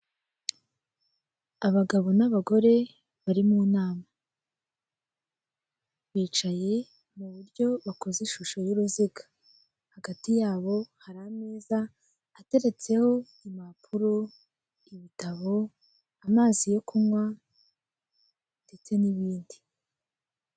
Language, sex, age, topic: Kinyarwanda, female, 18-24, government